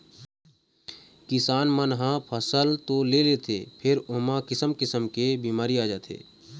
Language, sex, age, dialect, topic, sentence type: Chhattisgarhi, male, 18-24, Eastern, agriculture, statement